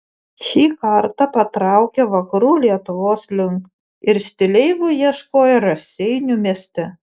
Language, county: Lithuanian, Vilnius